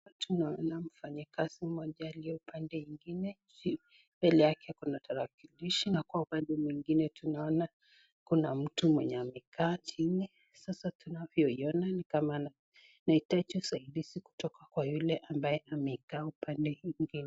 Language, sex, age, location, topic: Swahili, female, 18-24, Nakuru, government